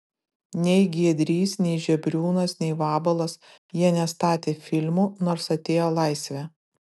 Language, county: Lithuanian, Utena